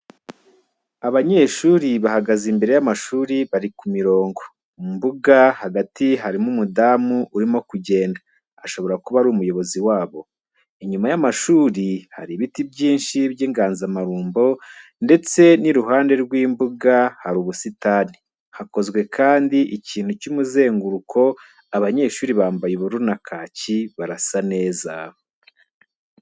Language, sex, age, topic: Kinyarwanda, male, 25-35, education